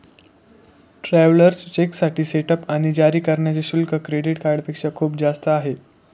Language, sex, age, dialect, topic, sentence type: Marathi, male, 18-24, Northern Konkan, banking, statement